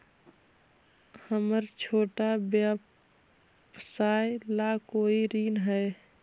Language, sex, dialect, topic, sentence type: Magahi, female, Central/Standard, banking, question